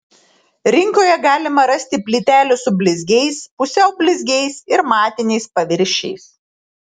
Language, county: Lithuanian, Šiauliai